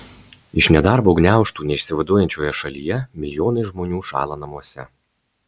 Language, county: Lithuanian, Marijampolė